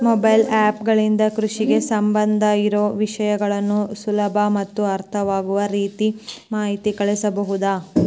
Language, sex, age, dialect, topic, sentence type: Kannada, female, 18-24, Central, agriculture, question